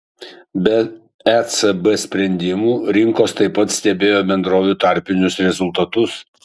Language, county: Lithuanian, Kaunas